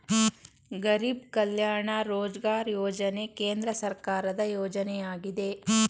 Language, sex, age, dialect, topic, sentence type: Kannada, female, 31-35, Mysore Kannada, banking, statement